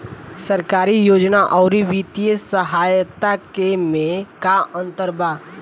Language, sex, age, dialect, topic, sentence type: Bhojpuri, female, 18-24, Southern / Standard, agriculture, question